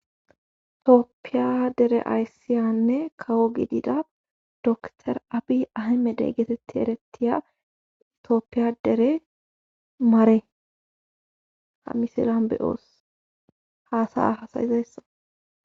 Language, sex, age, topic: Gamo, female, 25-35, government